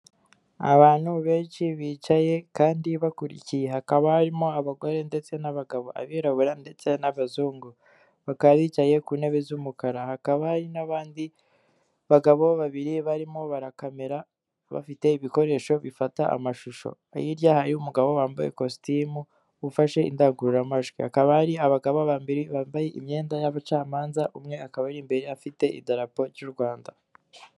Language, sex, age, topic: Kinyarwanda, female, 18-24, government